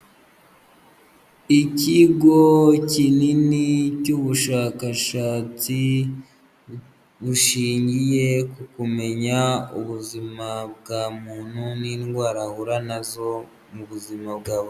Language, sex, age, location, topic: Kinyarwanda, male, 25-35, Huye, health